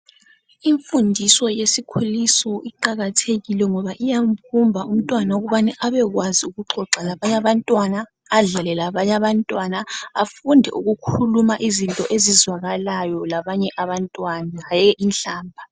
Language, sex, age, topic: North Ndebele, female, 18-24, education